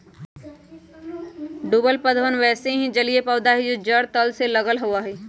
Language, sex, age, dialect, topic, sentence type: Magahi, female, 31-35, Western, agriculture, statement